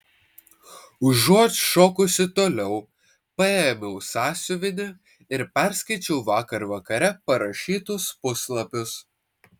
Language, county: Lithuanian, Vilnius